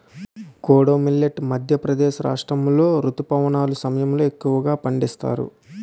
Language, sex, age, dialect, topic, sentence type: Telugu, male, 18-24, Utterandhra, agriculture, statement